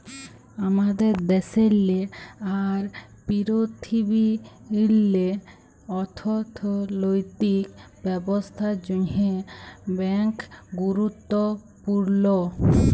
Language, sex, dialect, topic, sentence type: Bengali, female, Jharkhandi, banking, statement